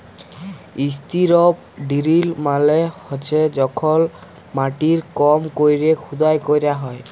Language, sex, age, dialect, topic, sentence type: Bengali, male, 18-24, Jharkhandi, agriculture, statement